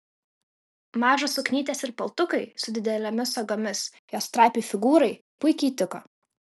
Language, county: Lithuanian, Kaunas